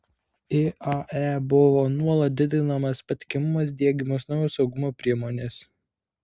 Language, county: Lithuanian, Vilnius